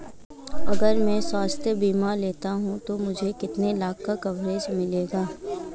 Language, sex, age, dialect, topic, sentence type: Hindi, female, 18-24, Marwari Dhudhari, banking, question